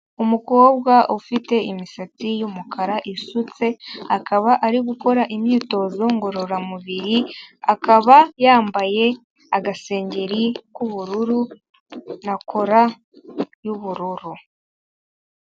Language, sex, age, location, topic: Kinyarwanda, female, 18-24, Kigali, health